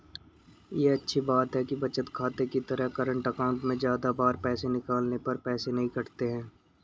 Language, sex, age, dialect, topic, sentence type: Hindi, male, 18-24, Marwari Dhudhari, banking, statement